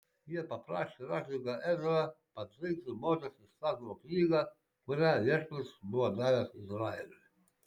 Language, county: Lithuanian, Šiauliai